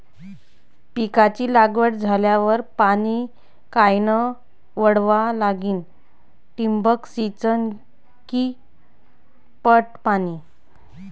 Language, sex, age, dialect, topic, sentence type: Marathi, female, 25-30, Varhadi, agriculture, question